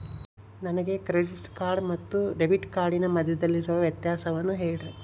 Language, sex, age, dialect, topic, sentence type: Kannada, male, 25-30, Central, banking, question